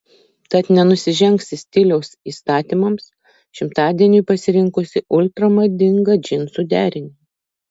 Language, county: Lithuanian, Kaunas